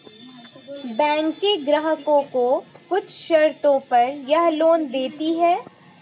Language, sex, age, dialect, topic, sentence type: Hindi, female, 18-24, Marwari Dhudhari, banking, statement